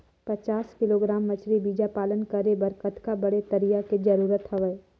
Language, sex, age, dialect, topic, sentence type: Chhattisgarhi, female, 18-24, Northern/Bhandar, agriculture, question